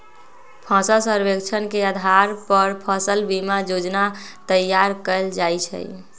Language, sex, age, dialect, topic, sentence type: Magahi, female, 60-100, Western, agriculture, statement